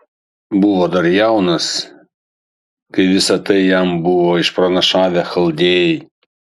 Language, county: Lithuanian, Kaunas